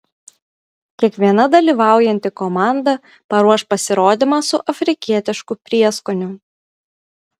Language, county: Lithuanian, Kaunas